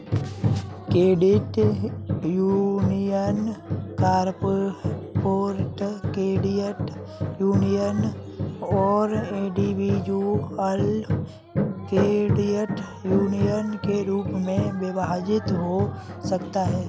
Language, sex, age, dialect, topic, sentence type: Hindi, male, 18-24, Kanauji Braj Bhasha, banking, statement